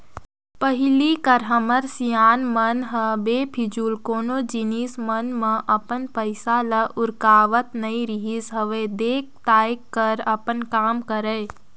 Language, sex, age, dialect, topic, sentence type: Chhattisgarhi, female, 60-100, Northern/Bhandar, banking, statement